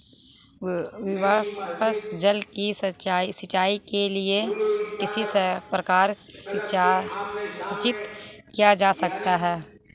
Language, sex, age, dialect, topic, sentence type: Hindi, female, 18-24, Marwari Dhudhari, agriculture, question